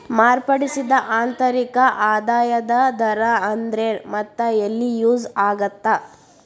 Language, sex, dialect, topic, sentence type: Kannada, female, Dharwad Kannada, banking, statement